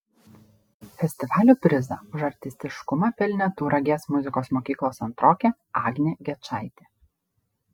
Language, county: Lithuanian, Šiauliai